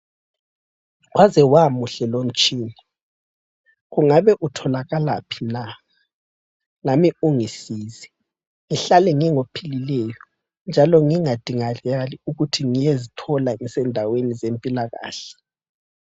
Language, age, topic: North Ndebele, 25-35, health